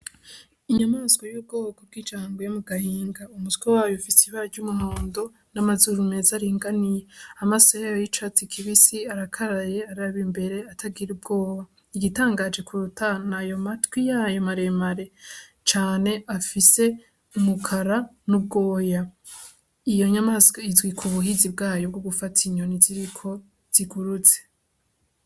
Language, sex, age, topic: Rundi, female, 18-24, agriculture